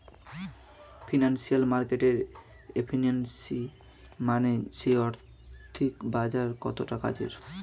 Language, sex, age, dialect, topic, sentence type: Bengali, male, 18-24, Standard Colloquial, banking, statement